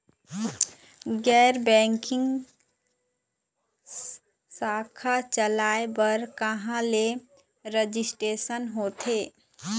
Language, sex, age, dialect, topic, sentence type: Chhattisgarhi, female, 25-30, Eastern, banking, question